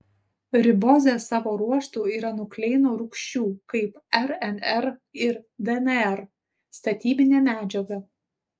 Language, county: Lithuanian, Utena